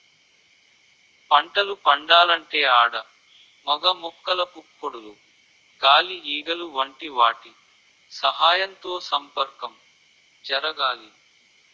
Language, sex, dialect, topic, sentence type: Telugu, male, Utterandhra, agriculture, statement